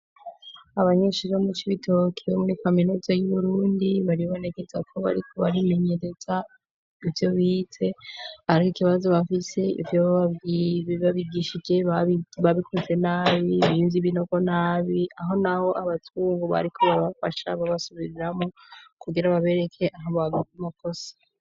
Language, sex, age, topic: Rundi, female, 25-35, education